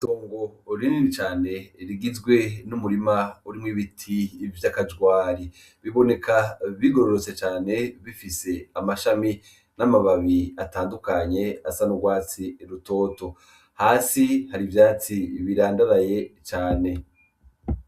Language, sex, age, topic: Rundi, male, 25-35, agriculture